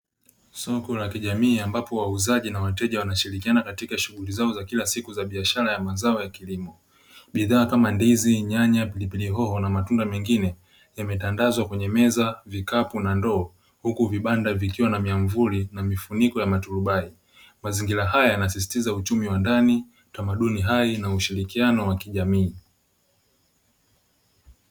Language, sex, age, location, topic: Swahili, male, 25-35, Dar es Salaam, finance